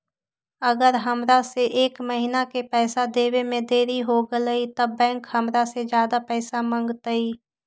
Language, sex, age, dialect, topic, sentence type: Magahi, female, 18-24, Western, banking, question